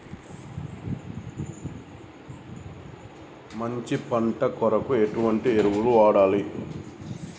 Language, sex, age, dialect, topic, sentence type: Telugu, male, 41-45, Telangana, agriculture, question